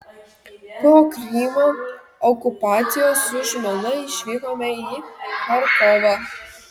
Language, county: Lithuanian, Kaunas